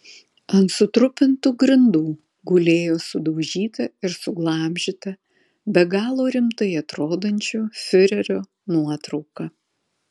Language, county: Lithuanian, Vilnius